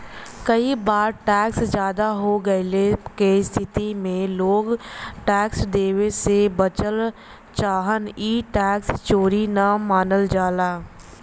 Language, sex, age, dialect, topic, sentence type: Bhojpuri, female, 25-30, Western, banking, statement